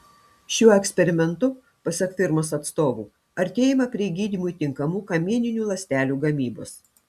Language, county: Lithuanian, Telšiai